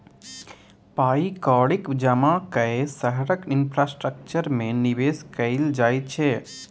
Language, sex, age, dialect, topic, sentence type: Maithili, male, 18-24, Bajjika, banking, statement